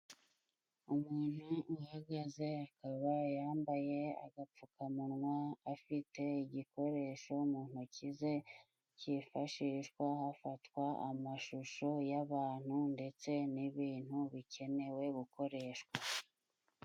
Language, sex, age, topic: Kinyarwanda, female, 25-35, education